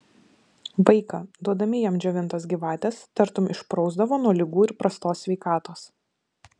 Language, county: Lithuanian, Vilnius